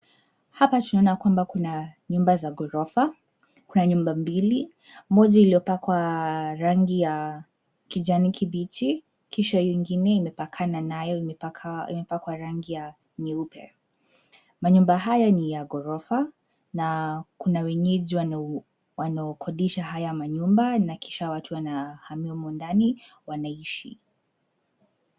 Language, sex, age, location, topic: Swahili, female, 18-24, Nairobi, finance